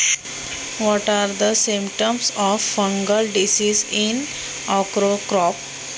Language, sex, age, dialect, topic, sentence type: Marathi, female, 18-24, Standard Marathi, agriculture, question